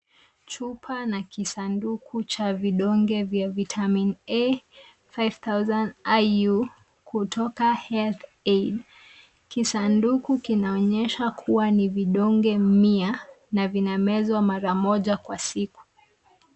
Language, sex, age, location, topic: Swahili, female, 25-35, Nairobi, health